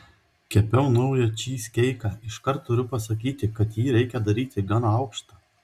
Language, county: Lithuanian, Vilnius